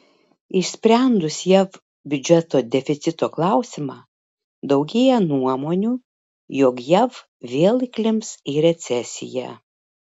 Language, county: Lithuanian, Šiauliai